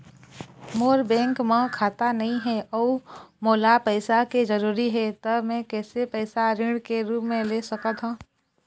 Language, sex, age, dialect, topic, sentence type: Chhattisgarhi, female, 25-30, Eastern, banking, question